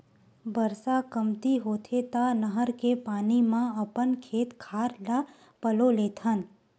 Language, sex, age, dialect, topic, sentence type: Chhattisgarhi, female, 18-24, Western/Budati/Khatahi, agriculture, statement